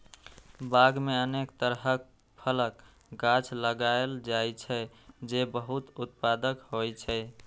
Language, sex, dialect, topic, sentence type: Maithili, male, Eastern / Thethi, agriculture, statement